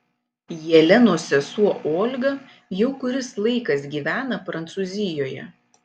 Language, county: Lithuanian, Panevėžys